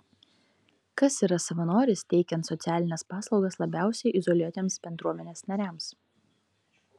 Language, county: Lithuanian, Klaipėda